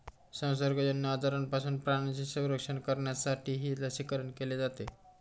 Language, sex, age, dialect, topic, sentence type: Marathi, male, 60-100, Standard Marathi, agriculture, statement